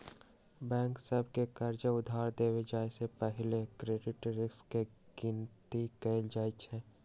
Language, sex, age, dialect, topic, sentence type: Magahi, male, 60-100, Western, banking, statement